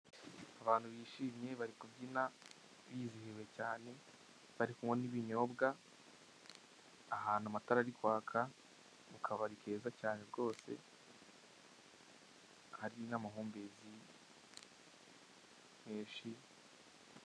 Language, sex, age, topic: Kinyarwanda, male, 25-35, finance